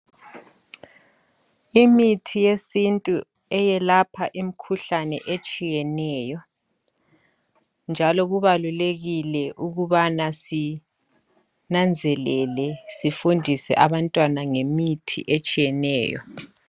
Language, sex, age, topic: North Ndebele, male, 25-35, health